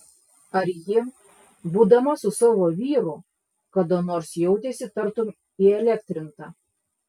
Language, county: Lithuanian, Klaipėda